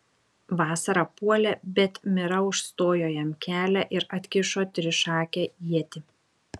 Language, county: Lithuanian, Šiauliai